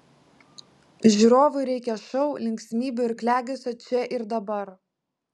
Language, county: Lithuanian, Vilnius